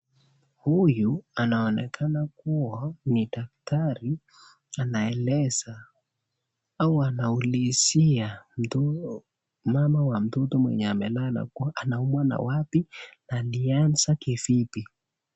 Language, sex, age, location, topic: Swahili, male, 18-24, Nakuru, health